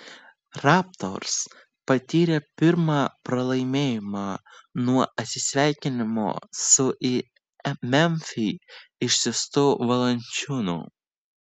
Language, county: Lithuanian, Vilnius